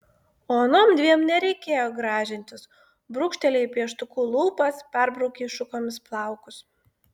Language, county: Lithuanian, Klaipėda